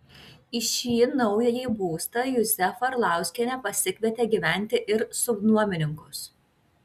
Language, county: Lithuanian, Kaunas